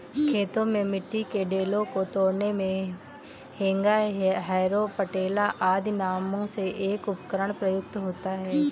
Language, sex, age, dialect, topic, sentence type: Hindi, female, 18-24, Kanauji Braj Bhasha, agriculture, statement